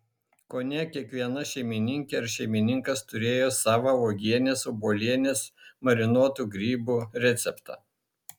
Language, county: Lithuanian, Šiauliai